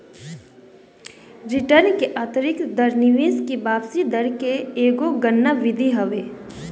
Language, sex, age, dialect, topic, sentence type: Bhojpuri, female, <18, Northern, banking, statement